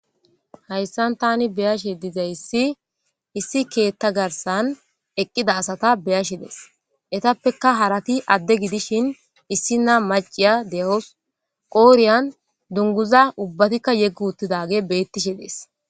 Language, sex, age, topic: Gamo, female, 18-24, government